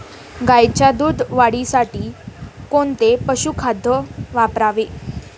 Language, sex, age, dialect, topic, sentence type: Marathi, female, 18-24, Standard Marathi, agriculture, question